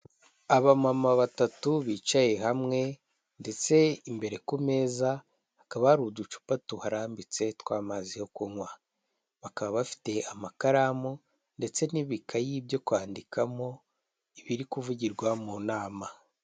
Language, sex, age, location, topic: Kinyarwanda, male, 25-35, Kigali, government